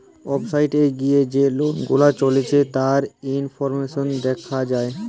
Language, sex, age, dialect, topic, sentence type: Bengali, male, 18-24, Western, banking, statement